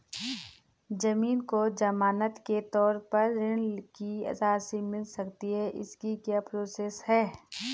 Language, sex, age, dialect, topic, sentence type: Hindi, female, 31-35, Garhwali, banking, question